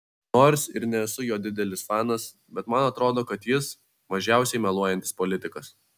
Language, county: Lithuanian, Vilnius